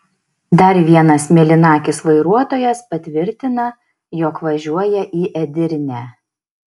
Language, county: Lithuanian, Šiauliai